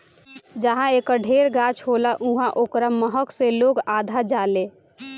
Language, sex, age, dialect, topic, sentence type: Bhojpuri, female, 18-24, Northern, agriculture, statement